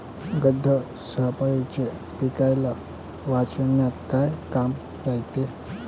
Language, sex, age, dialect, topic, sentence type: Marathi, male, 18-24, Varhadi, agriculture, question